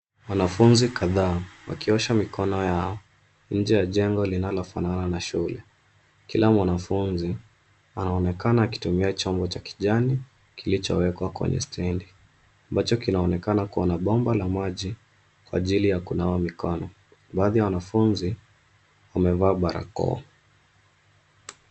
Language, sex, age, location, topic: Swahili, male, 25-35, Nairobi, health